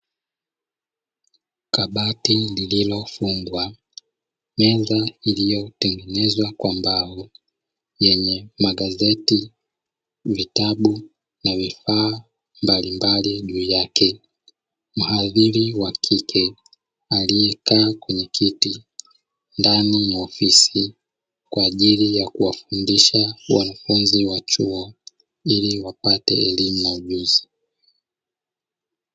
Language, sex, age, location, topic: Swahili, male, 25-35, Dar es Salaam, education